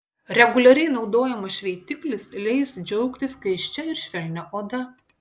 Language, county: Lithuanian, Klaipėda